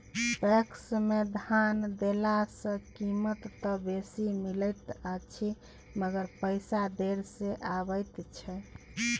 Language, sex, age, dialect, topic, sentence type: Maithili, female, 41-45, Bajjika, agriculture, question